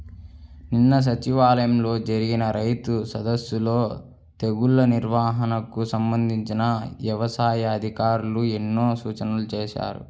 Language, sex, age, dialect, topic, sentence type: Telugu, male, 18-24, Central/Coastal, agriculture, statement